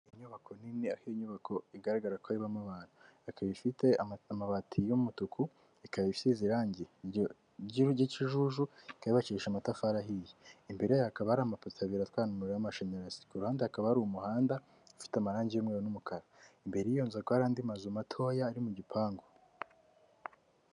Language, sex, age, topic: Kinyarwanda, female, 18-24, government